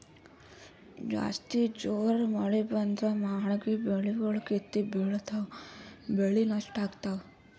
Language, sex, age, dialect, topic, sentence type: Kannada, female, 51-55, Northeastern, agriculture, statement